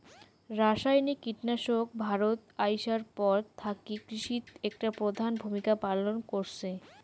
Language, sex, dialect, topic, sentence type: Bengali, female, Rajbangshi, agriculture, statement